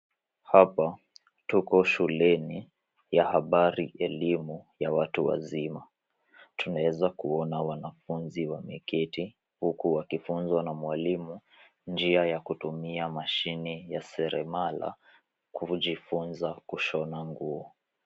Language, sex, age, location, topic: Swahili, male, 18-24, Nairobi, education